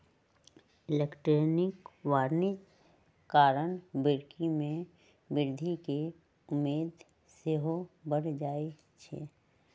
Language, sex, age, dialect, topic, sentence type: Magahi, female, 31-35, Western, banking, statement